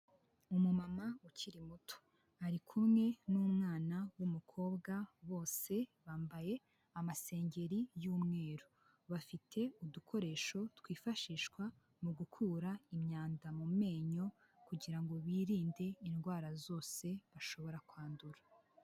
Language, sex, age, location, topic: Kinyarwanda, female, 18-24, Huye, health